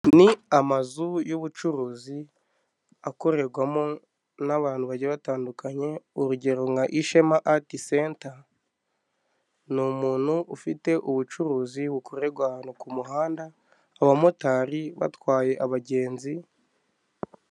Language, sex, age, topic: Kinyarwanda, male, 25-35, finance